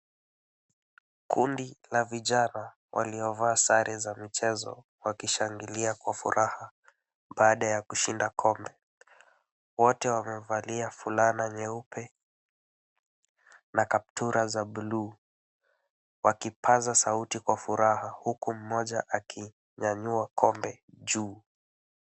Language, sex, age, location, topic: Swahili, male, 18-24, Wajir, government